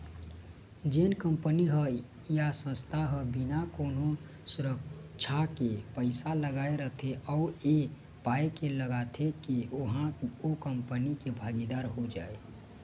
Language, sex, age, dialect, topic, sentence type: Chhattisgarhi, male, 18-24, Eastern, banking, statement